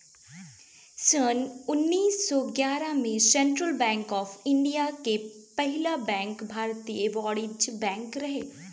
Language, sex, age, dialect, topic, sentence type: Bhojpuri, female, 25-30, Northern, banking, statement